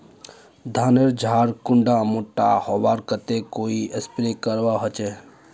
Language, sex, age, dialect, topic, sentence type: Magahi, male, 18-24, Northeastern/Surjapuri, agriculture, question